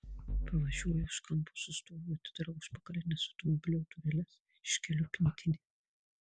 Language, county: Lithuanian, Marijampolė